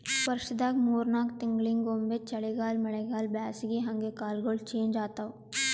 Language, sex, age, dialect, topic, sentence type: Kannada, female, 18-24, Northeastern, agriculture, statement